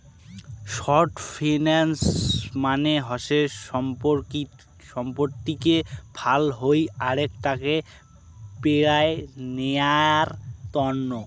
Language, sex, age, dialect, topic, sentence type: Bengali, male, 60-100, Rajbangshi, banking, statement